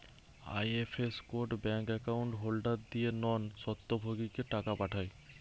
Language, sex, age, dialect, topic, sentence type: Bengali, male, 18-24, Western, banking, statement